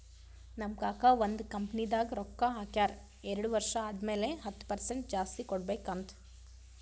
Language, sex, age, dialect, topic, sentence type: Kannada, female, 18-24, Northeastern, banking, statement